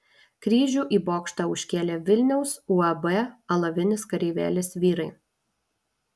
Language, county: Lithuanian, Alytus